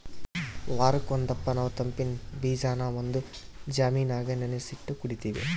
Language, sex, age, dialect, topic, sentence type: Kannada, female, 18-24, Central, agriculture, statement